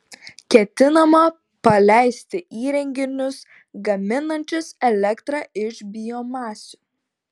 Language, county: Lithuanian, Šiauliai